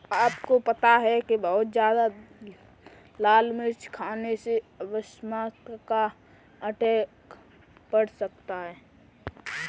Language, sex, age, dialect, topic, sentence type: Hindi, female, 18-24, Kanauji Braj Bhasha, agriculture, statement